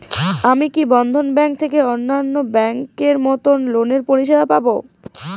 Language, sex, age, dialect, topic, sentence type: Bengali, female, 18-24, Rajbangshi, banking, question